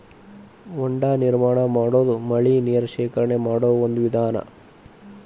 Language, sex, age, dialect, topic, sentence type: Kannada, male, 25-30, Dharwad Kannada, agriculture, statement